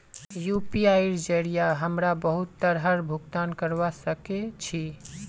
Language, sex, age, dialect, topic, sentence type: Magahi, male, 18-24, Northeastern/Surjapuri, banking, statement